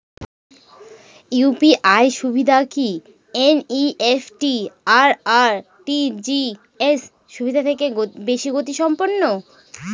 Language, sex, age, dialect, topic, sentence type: Bengali, female, 18-24, Northern/Varendri, banking, question